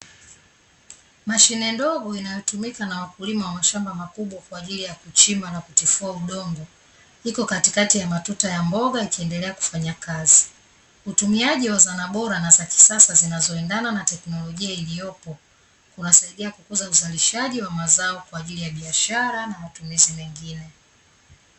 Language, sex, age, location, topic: Swahili, female, 36-49, Dar es Salaam, agriculture